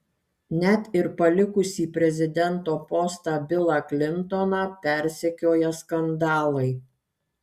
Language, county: Lithuanian, Kaunas